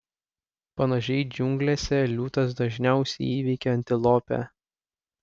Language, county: Lithuanian, Klaipėda